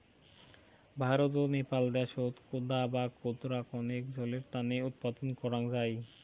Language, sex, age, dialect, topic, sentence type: Bengali, male, 18-24, Rajbangshi, agriculture, statement